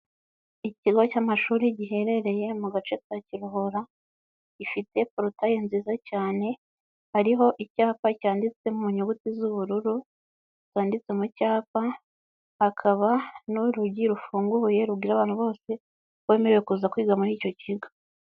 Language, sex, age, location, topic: Kinyarwanda, male, 18-24, Huye, education